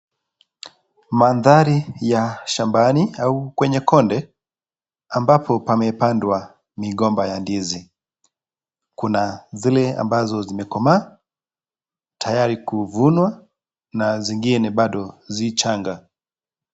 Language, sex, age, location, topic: Swahili, male, 25-35, Kisii, agriculture